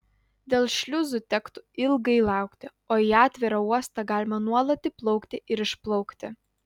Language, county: Lithuanian, Utena